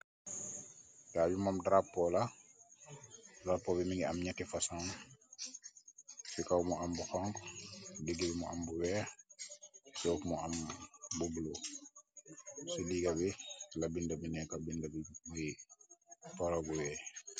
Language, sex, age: Wolof, male, 25-35